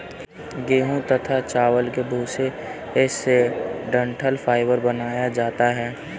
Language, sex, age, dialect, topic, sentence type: Hindi, male, 31-35, Kanauji Braj Bhasha, agriculture, statement